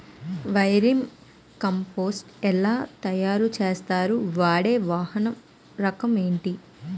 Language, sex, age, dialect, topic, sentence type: Telugu, female, 25-30, Utterandhra, agriculture, question